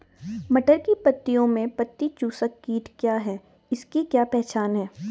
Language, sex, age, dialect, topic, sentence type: Hindi, female, 18-24, Garhwali, agriculture, question